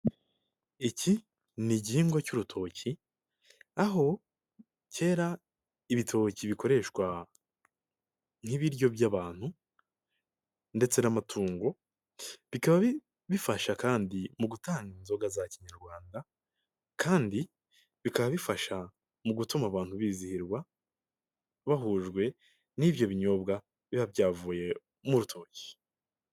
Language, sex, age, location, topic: Kinyarwanda, male, 18-24, Nyagatare, agriculture